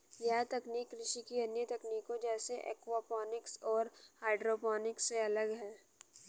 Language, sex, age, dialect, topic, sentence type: Hindi, female, 18-24, Hindustani Malvi Khadi Boli, agriculture, statement